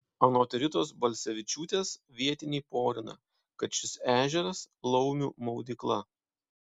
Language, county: Lithuanian, Panevėžys